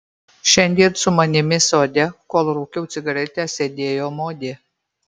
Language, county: Lithuanian, Marijampolė